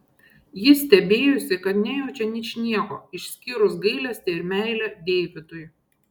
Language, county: Lithuanian, Šiauliai